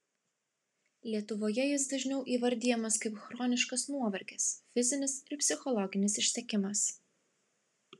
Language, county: Lithuanian, Klaipėda